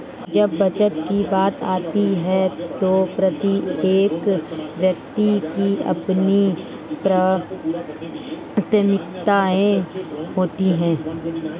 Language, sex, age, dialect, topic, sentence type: Hindi, female, 18-24, Hindustani Malvi Khadi Boli, banking, statement